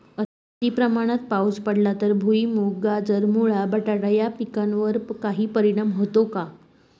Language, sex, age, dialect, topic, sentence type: Marathi, female, 31-35, Northern Konkan, agriculture, question